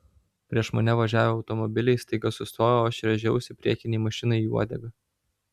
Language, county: Lithuanian, Vilnius